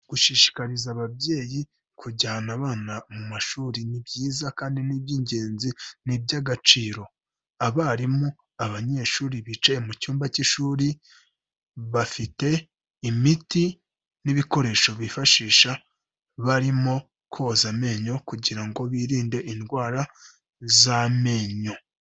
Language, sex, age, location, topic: Kinyarwanda, female, 25-35, Kigali, health